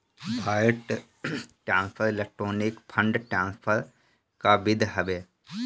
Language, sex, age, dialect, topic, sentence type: Bhojpuri, male, 31-35, Northern, banking, statement